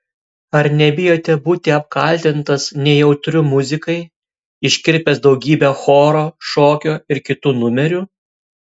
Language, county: Lithuanian, Kaunas